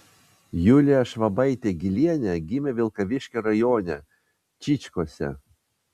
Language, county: Lithuanian, Vilnius